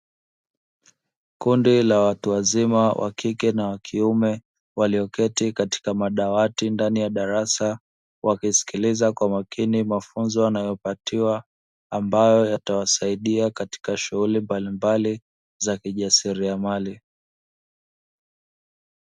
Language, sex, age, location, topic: Swahili, male, 18-24, Dar es Salaam, education